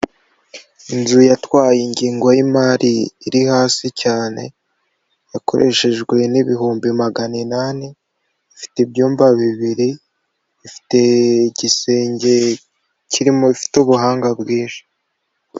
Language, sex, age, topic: Kinyarwanda, female, 25-35, finance